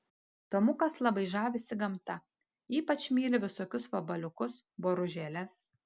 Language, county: Lithuanian, Panevėžys